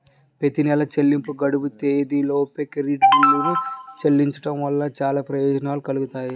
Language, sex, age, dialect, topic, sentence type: Telugu, male, 18-24, Central/Coastal, banking, statement